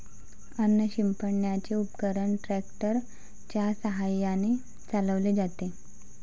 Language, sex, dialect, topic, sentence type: Marathi, female, Varhadi, agriculture, statement